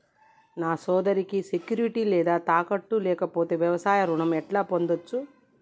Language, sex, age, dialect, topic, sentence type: Telugu, male, 31-35, Telangana, agriculture, statement